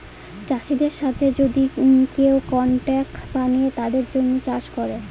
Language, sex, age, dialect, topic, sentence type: Bengali, female, 18-24, Northern/Varendri, agriculture, statement